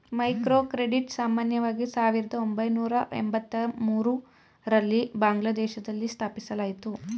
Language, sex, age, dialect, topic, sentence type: Kannada, male, 36-40, Mysore Kannada, banking, statement